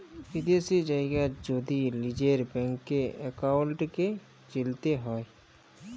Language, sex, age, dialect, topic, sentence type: Bengali, male, 18-24, Jharkhandi, banking, statement